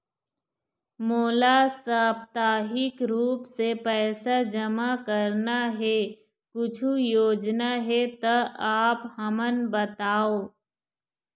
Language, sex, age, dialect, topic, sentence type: Chhattisgarhi, female, 41-45, Eastern, banking, question